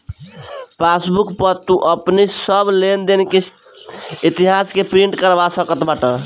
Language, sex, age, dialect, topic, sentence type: Bhojpuri, male, 18-24, Northern, banking, statement